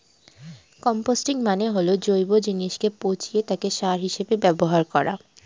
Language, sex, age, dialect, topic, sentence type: Bengali, female, 18-24, Northern/Varendri, agriculture, statement